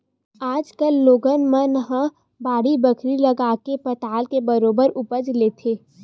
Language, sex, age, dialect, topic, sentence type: Chhattisgarhi, female, 18-24, Western/Budati/Khatahi, agriculture, statement